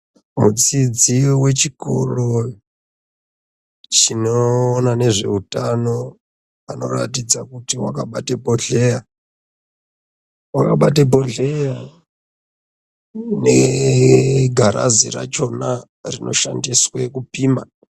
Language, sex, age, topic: Ndau, male, 36-49, education